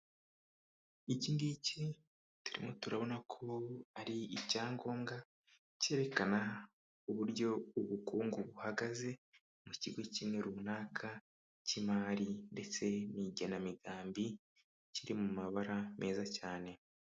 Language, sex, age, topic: Kinyarwanda, male, 25-35, finance